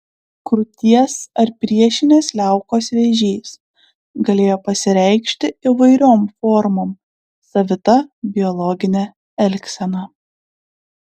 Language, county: Lithuanian, Klaipėda